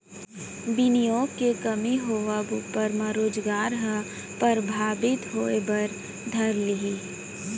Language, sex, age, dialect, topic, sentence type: Chhattisgarhi, female, 25-30, Central, banking, statement